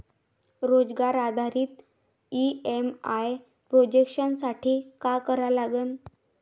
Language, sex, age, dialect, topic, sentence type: Marathi, female, 18-24, Varhadi, banking, question